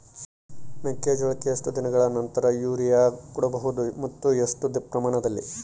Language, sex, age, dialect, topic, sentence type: Kannada, male, 31-35, Central, agriculture, question